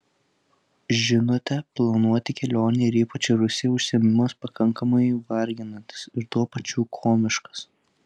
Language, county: Lithuanian, Telšiai